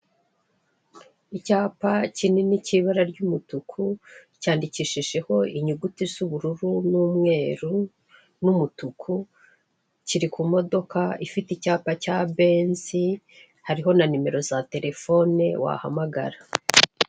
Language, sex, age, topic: Kinyarwanda, female, 36-49, finance